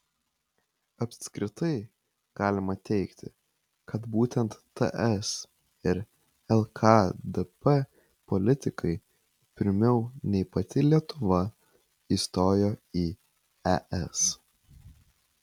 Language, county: Lithuanian, Kaunas